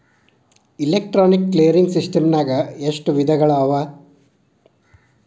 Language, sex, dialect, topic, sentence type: Kannada, male, Dharwad Kannada, banking, statement